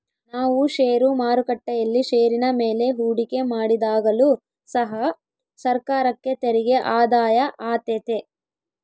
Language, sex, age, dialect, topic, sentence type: Kannada, female, 18-24, Central, banking, statement